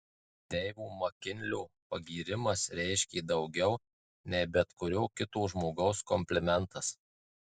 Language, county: Lithuanian, Marijampolė